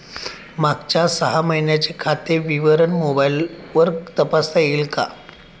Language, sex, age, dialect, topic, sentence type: Marathi, male, 25-30, Standard Marathi, banking, question